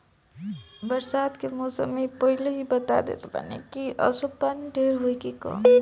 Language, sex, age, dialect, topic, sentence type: Bhojpuri, male, 18-24, Northern, agriculture, statement